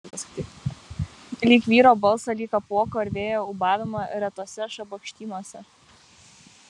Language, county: Lithuanian, Kaunas